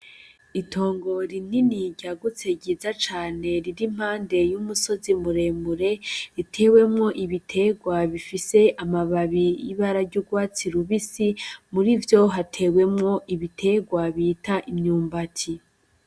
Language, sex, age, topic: Rundi, female, 18-24, agriculture